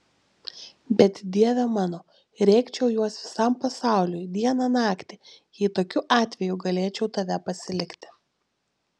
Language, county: Lithuanian, Šiauliai